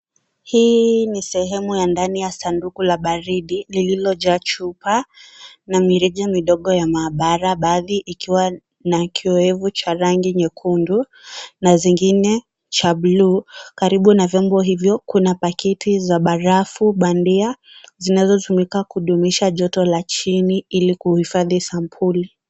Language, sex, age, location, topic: Swahili, female, 18-24, Kisii, health